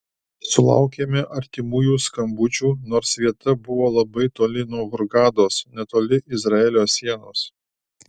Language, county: Lithuanian, Alytus